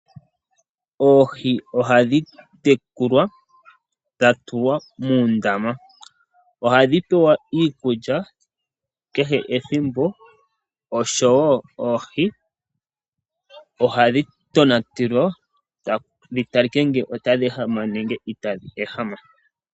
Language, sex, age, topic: Oshiwambo, male, 25-35, agriculture